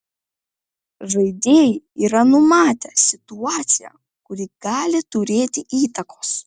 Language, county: Lithuanian, Vilnius